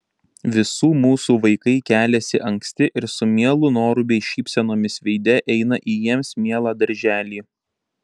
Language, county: Lithuanian, Panevėžys